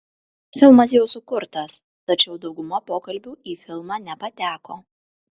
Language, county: Lithuanian, Kaunas